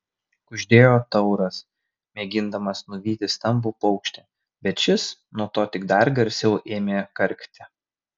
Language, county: Lithuanian, Vilnius